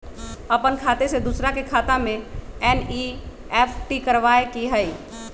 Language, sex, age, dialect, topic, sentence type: Magahi, female, 31-35, Western, banking, question